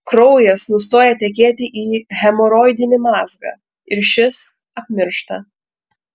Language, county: Lithuanian, Panevėžys